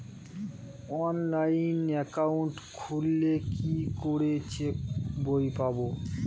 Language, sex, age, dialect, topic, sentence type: Bengali, male, 25-30, Standard Colloquial, banking, question